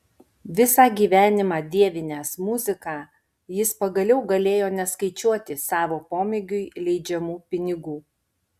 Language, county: Lithuanian, Panevėžys